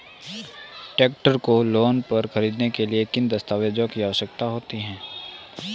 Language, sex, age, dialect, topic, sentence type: Hindi, male, 18-24, Marwari Dhudhari, banking, question